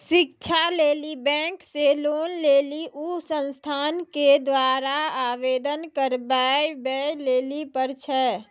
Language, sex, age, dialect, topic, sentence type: Maithili, female, 18-24, Angika, banking, question